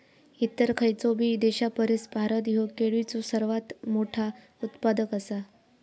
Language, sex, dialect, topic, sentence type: Marathi, female, Southern Konkan, agriculture, statement